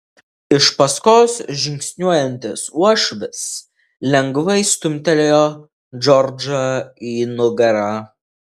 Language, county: Lithuanian, Alytus